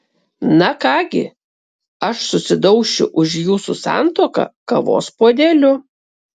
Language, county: Lithuanian, Kaunas